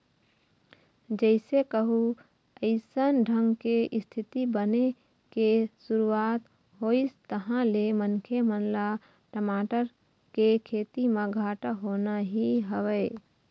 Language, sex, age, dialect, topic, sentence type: Chhattisgarhi, female, 25-30, Eastern, banking, statement